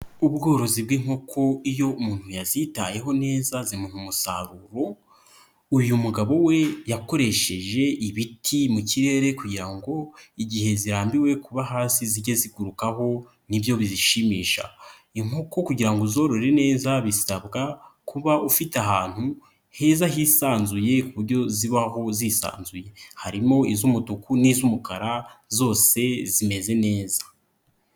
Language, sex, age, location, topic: Kinyarwanda, male, 25-35, Nyagatare, agriculture